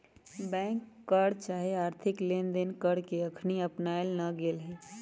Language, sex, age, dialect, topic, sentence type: Magahi, male, 18-24, Western, banking, statement